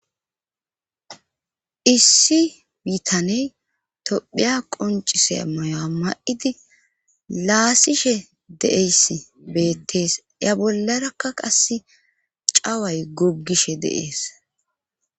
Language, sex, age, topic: Gamo, female, 25-35, government